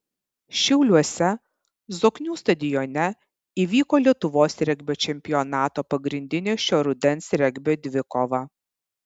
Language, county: Lithuanian, Kaunas